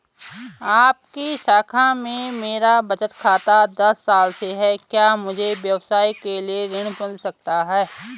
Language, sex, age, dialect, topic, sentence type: Hindi, female, 41-45, Garhwali, banking, question